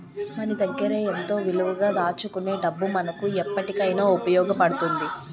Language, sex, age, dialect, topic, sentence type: Telugu, male, 18-24, Utterandhra, banking, statement